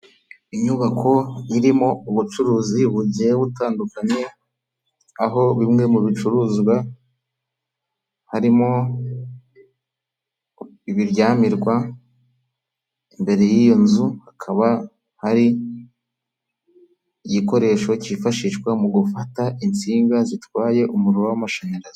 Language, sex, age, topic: Kinyarwanda, male, 25-35, government